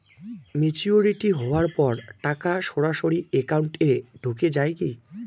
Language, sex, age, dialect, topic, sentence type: Bengali, male, <18, Rajbangshi, banking, question